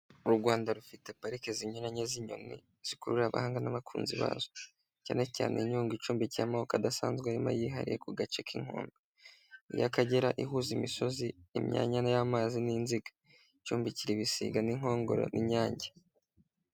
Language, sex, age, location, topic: Kinyarwanda, male, 18-24, Kigali, government